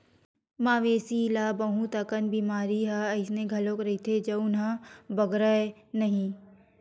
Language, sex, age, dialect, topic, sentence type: Chhattisgarhi, female, 25-30, Western/Budati/Khatahi, agriculture, statement